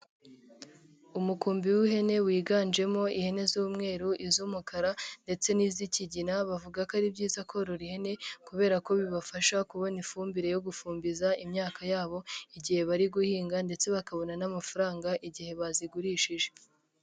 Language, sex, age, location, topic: Kinyarwanda, male, 25-35, Nyagatare, agriculture